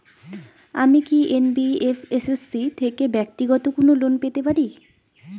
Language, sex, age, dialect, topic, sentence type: Bengali, female, 18-24, Rajbangshi, banking, question